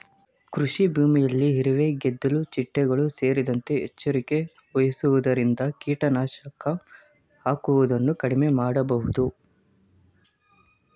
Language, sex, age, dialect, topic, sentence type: Kannada, male, 18-24, Mysore Kannada, agriculture, statement